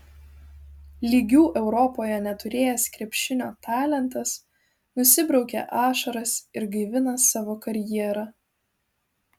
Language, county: Lithuanian, Vilnius